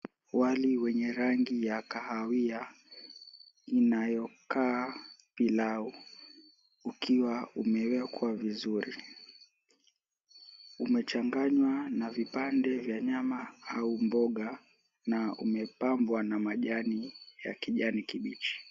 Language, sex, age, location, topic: Swahili, male, 18-24, Mombasa, agriculture